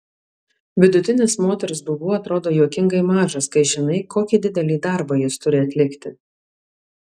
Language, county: Lithuanian, Alytus